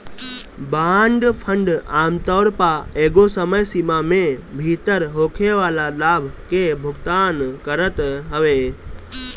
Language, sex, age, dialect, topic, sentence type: Bhojpuri, male, 18-24, Northern, banking, statement